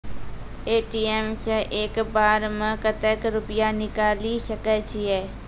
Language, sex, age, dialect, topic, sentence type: Maithili, female, 46-50, Angika, banking, question